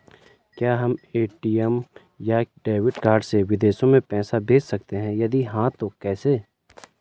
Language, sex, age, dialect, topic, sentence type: Hindi, male, 25-30, Garhwali, banking, question